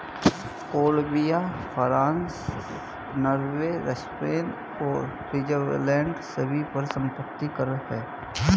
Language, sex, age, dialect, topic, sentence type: Hindi, male, 18-24, Hindustani Malvi Khadi Boli, banking, statement